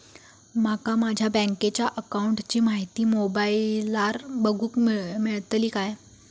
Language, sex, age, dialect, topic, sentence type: Marathi, female, 18-24, Southern Konkan, banking, question